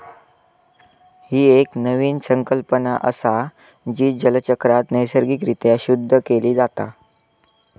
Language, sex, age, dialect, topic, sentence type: Marathi, male, 25-30, Southern Konkan, agriculture, statement